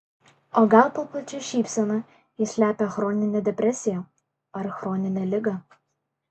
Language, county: Lithuanian, Kaunas